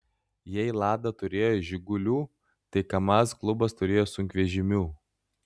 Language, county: Lithuanian, Klaipėda